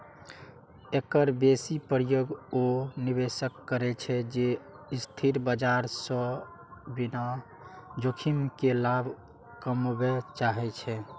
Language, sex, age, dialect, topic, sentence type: Maithili, male, 18-24, Eastern / Thethi, banking, statement